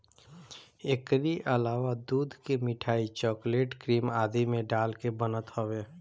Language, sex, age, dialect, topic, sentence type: Bhojpuri, female, 25-30, Northern, agriculture, statement